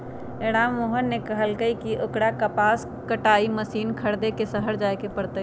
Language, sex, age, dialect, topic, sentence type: Magahi, female, 31-35, Western, agriculture, statement